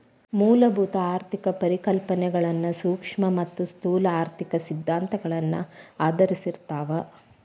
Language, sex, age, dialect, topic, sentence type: Kannada, female, 41-45, Dharwad Kannada, banking, statement